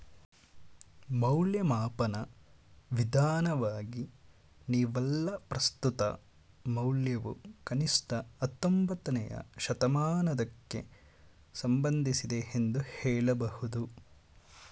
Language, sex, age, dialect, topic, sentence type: Kannada, male, 18-24, Mysore Kannada, banking, statement